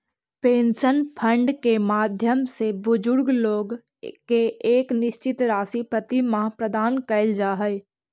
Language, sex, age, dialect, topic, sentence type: Magahi, female, 46-50, Central/Standard, agriculture, statement